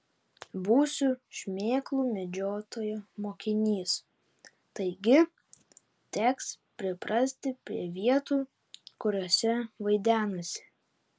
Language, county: Lithuanian, Vilnius